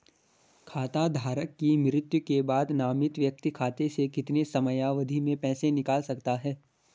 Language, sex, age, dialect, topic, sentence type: Hindi, male, 18-24, Garhwali, banking, question